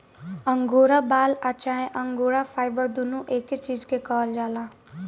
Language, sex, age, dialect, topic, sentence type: Bhojpuri, female, <18, Southern / Standard, agriculture, statement